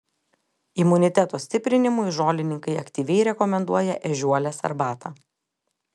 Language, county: Lithuanian, Telšiai